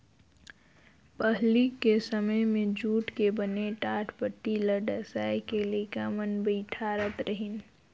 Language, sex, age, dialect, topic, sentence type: Chhattisgarhi, female, 51-55, Northern/Bhandar, agriculture, statement